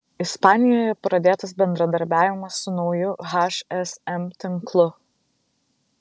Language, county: Lithuanian, Vilnius